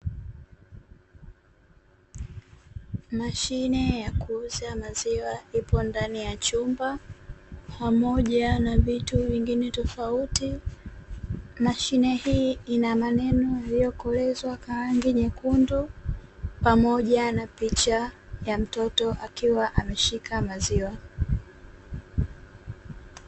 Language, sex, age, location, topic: Swahili, female, 18-24, Dar es Salaam, finance